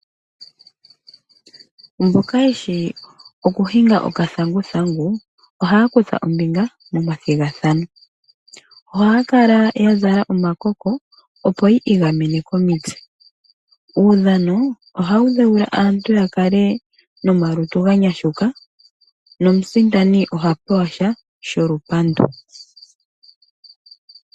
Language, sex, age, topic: Oshiwambo, female, 25-35, agriculture